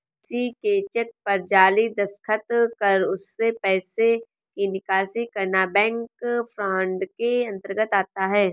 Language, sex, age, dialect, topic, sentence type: Hindi, female, 18-24, Awadhi Bundeli, banking, statement